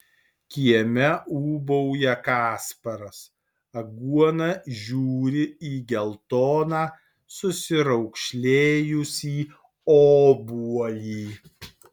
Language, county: Lithuanian, Alytus